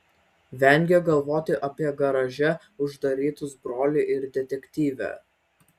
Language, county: Lithuanian, Vilnius